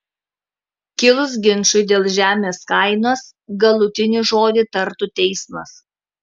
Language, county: Lithuanian, Kaunas